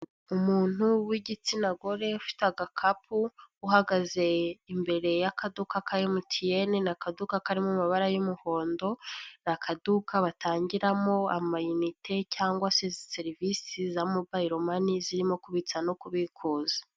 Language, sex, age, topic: Kinyarwanda, female, 18-24, finance